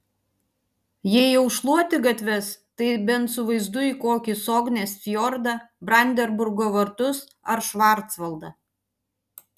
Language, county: Lithuanian, Panevėžys